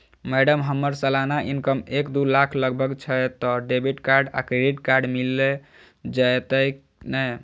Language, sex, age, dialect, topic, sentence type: Maithili, male, 18-24, Southern/Standard, banking, question